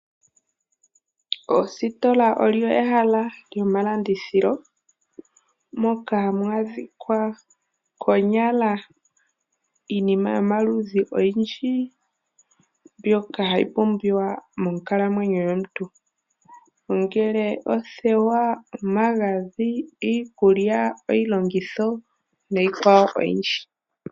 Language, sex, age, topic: Oshiwambo, female, 18-24, finance